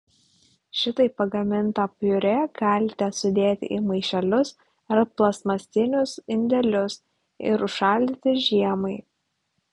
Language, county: Lithuanian, Klaipėda